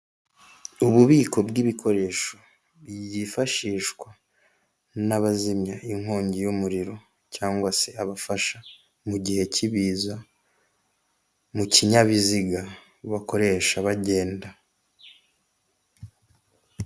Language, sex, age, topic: Kinyarwanda, male, 18-24, government